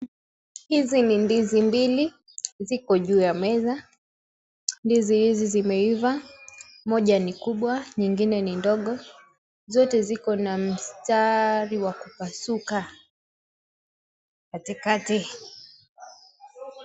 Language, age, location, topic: Swahili, 18-24, Mombasa, agriculture